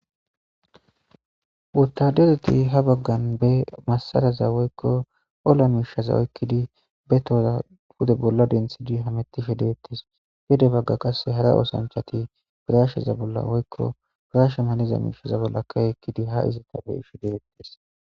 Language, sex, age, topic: Gamo, male, 25-35, government